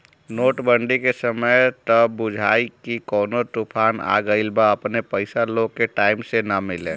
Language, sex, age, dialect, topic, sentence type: Bhojpuri, male, 31-35, Northern, banking, statement